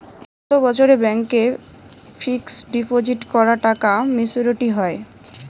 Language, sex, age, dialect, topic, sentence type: Bengali, female, 18-24, Rajbangshi, banking, question